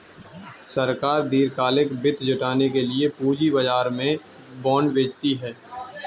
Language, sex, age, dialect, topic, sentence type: Hindi, male, 18-24, Kanauji Braj Bhasha, banking, statement